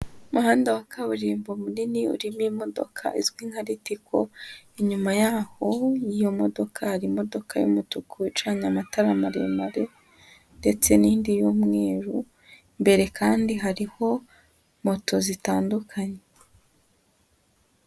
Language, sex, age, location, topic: Kinyarwanda, female, 18-24, Huye, government